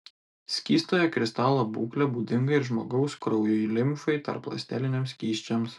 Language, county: Lithuanian, Telšiai